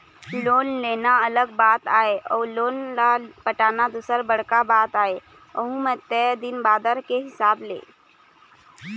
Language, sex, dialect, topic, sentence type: Chhattisgarhi, female, Eastern, banking, statement